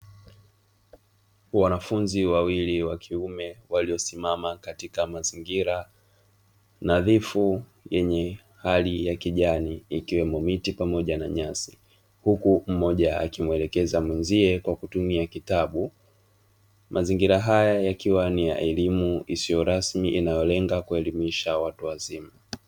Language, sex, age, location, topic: Swahili, male, 25-35, Dar es Salaam, education